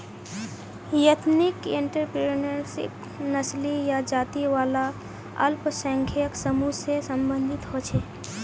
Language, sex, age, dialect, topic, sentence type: Magahi, female, 25-30, Northeastern/Surjapuri, banking, statement